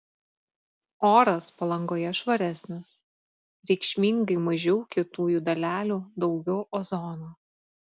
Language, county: Lithuanian, Klaipėda